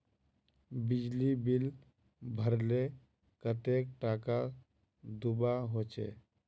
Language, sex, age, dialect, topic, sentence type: Magahi, male, 18-24, Northeastern/Surjapuri, banking, question